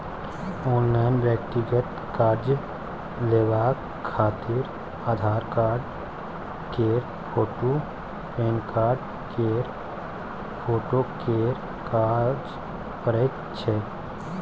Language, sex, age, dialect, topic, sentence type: Maithili, male, 18-24, Bajjika, banking, statement